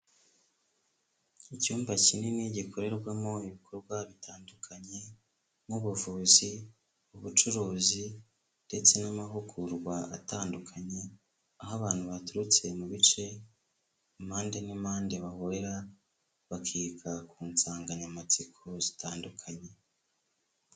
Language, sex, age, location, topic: Kinyarwanda, male, 25-35, Huye, health